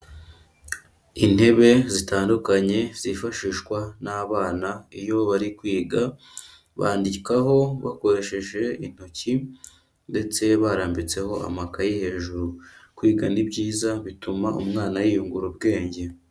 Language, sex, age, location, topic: Kinyarwanda, female, 25-35, Kigali, education